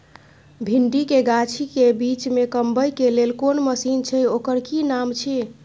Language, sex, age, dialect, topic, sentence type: Maithili, female, 25-30, Bajjika, agriculture, question